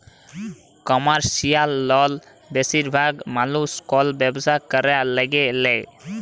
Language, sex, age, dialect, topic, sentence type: Bengali, male, 18-24, Jharkhandi, banking, statement